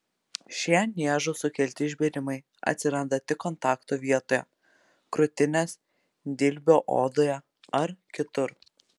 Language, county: Lithuanian, Telšiai